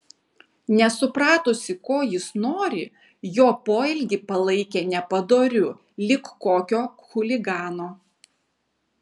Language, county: Lithuanian, Kaunas